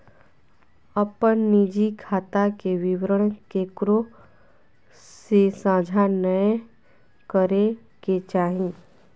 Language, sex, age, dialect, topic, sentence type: Magahi, female, 41-45, Southern, banking, statement